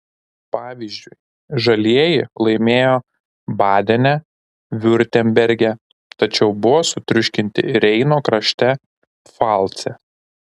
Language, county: Lithuanian, Šiauliai